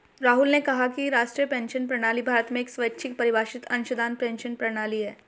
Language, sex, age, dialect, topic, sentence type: Hindi, female, 18-24, Hindustani Malvi Khadi Boli, banking, statement